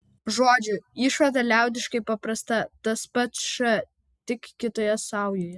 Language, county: Lithuanian, Vilnius